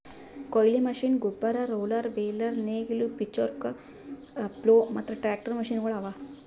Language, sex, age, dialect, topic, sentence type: Kannada, female, 51-55, Northeastern, agriculture, statement